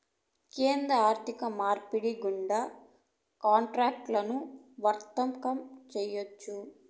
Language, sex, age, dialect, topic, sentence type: Telugu, female, 41-45, Southern, banking, statement